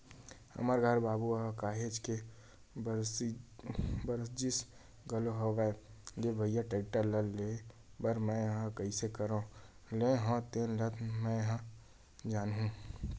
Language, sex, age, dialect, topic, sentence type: Chhattisgarhi, male, 18-24, Western/Budati/Khatahi, banking, statement